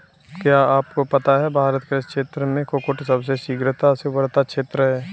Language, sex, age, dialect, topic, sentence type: Hindi, male, 18-24, Kanauji Braj Bhasha, agriculture, statement